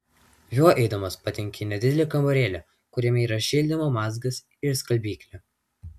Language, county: Lithuanian, Vilnius